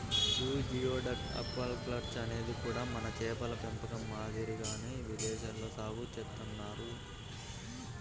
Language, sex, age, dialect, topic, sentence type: Telugu, male, 56-60, Central/Coastal, agriculture, statement